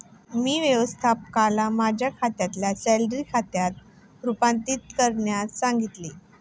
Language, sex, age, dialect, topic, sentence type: Marathi, female, 18-24, Standard Marathi, banking, statement